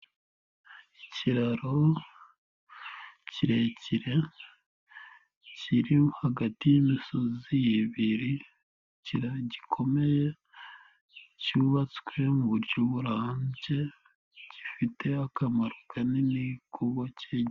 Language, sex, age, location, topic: Kinyarwanda, male, 18-24, Nyagatare, government